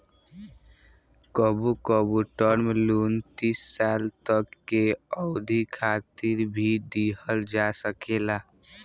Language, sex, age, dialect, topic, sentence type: Bhojpuri, male, <18, Southern / Standard, banking, statement